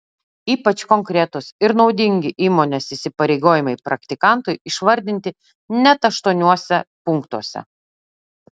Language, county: Lithuanian, Utena